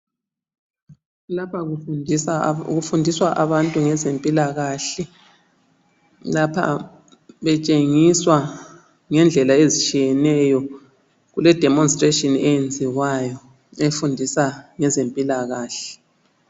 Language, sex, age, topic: North Ndebele, female, 50+, health